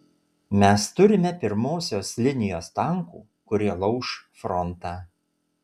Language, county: Lithuanian, Utena